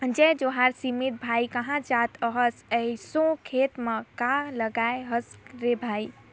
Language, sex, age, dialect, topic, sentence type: Chhattisgarhi, female, 18-24, Northern/Bhandar, agriculture, statement